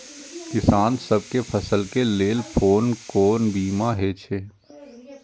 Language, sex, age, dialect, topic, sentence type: Maithili, male, 36-40, Eastern / Thethi, agriculture, question